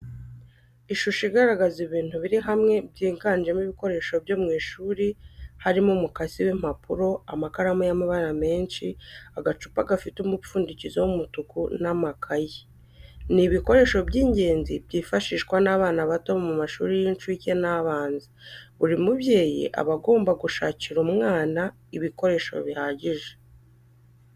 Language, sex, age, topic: Kinyarwanda, female, 25-35, education